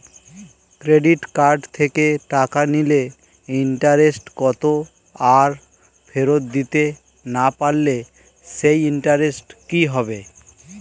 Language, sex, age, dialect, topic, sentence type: Bengali, male, 36-40, Standard Colloquial, banking, question